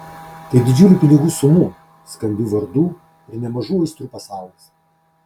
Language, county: Lithuanian, Kaunas